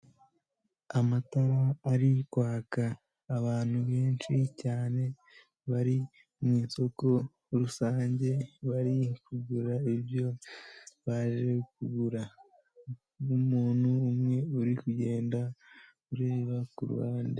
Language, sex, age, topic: Kinyarwanda, male, 18-24, finance